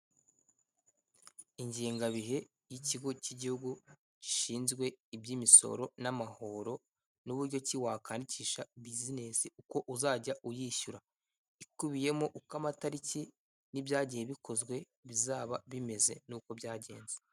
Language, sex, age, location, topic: Kinyarwanda, male, 18-24, Kigali, government